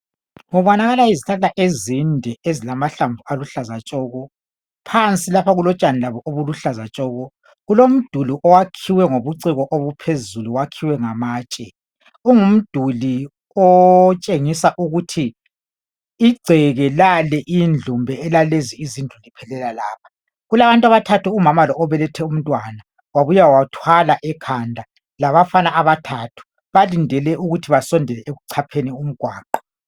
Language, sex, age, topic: North Ndebele, female, 50+, education